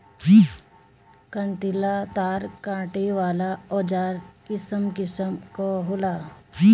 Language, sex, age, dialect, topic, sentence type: Bhojpuri, female, 36-40, Northern, agriculture, statement